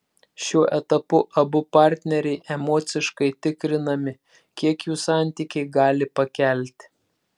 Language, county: Lithuanian, Klaipėda